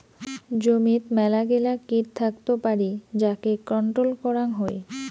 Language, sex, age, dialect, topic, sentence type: Bengali, female, 25-30, Rajbangshi, agriculture, statement